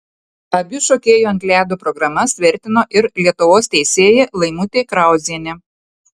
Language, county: Lithuanian, Telšiai